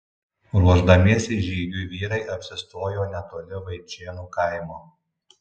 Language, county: Lithuanian, Tauragė